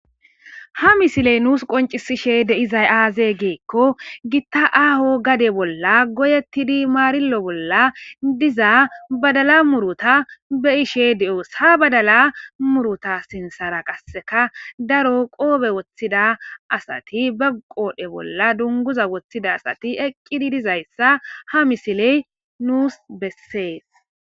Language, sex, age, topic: Gamo, female, 18-24, agriculture